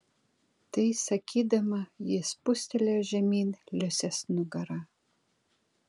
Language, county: Lithuanian, Kaunas